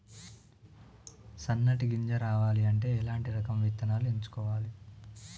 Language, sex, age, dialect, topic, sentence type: Telugu, male, 25-30, Telangana, agriculture, question